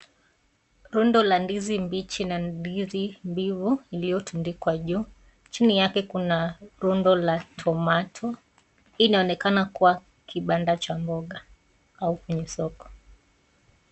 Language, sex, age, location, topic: Swahili, female, 18-24, Kisii, finance